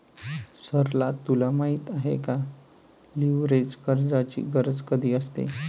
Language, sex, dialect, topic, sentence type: Marathi, male, Varhadi, banking, statement